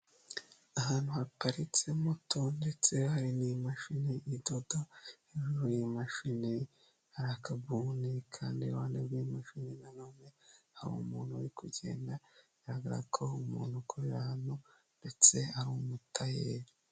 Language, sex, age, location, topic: Kinyarwanda, male, 25-35, Nyagatare, finance